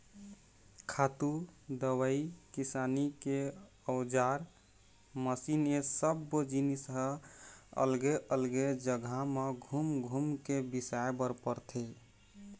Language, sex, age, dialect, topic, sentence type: Chhattisgarhi, male, 18-24, Eastern, agriculture, statement